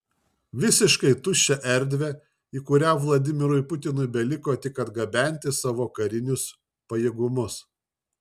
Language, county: Lithuanian, Šiauliai